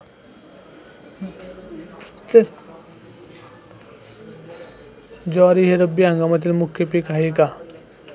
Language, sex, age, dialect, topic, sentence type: Marathi, male, 18-24, Standard Marathi, agriculture, question